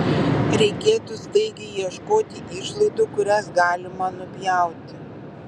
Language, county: Lithuanian, Vilnius